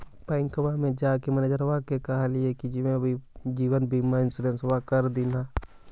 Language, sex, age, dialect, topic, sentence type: Magahi, male, 51-55, Central/Standard, banking, question